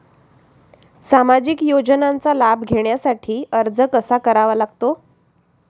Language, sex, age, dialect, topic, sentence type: Marathi, female, 36-40, Standard Marathi, banking, question